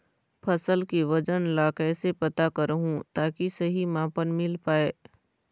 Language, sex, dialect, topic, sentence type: Chhattisgarhi, female, Eastern, agriculture, question